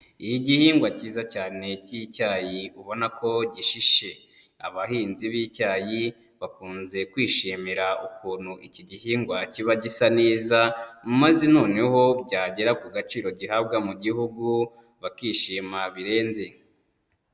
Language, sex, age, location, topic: Kinyarwanda, male, 25-35, Kigali, agriculture